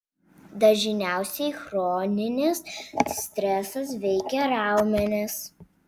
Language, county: Lithuanian, Vilnius